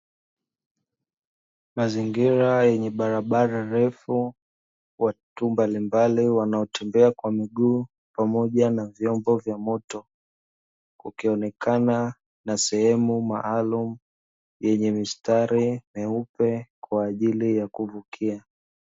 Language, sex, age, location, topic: Swahili, male, 25-35, Dar es Salaam, government